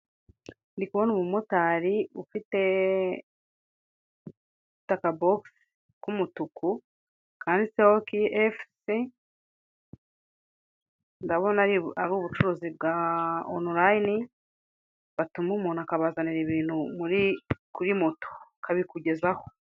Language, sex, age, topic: Kinyarwanda, female, 36-49, finance